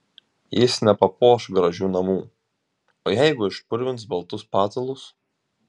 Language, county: Lithuanian, Šiauliai